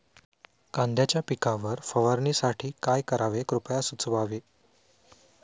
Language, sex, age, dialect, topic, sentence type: Marathi, male, 25-30, Standard Marathi, agriculture, question